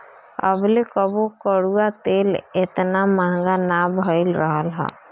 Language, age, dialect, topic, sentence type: Bhojpuri, 25-30, Northern, agriculture, statement